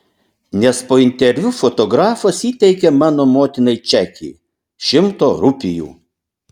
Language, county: Lithuanian, Utena